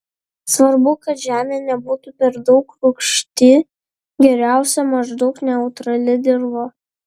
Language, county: Lithuanian, Vilnius